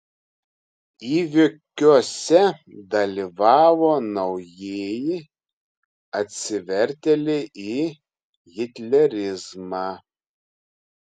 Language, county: Lithuanian, Kaunas